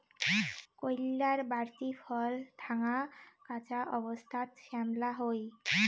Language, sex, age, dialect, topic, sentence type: Bengali, female, 18-24, Rajbangshi, agriculture, statement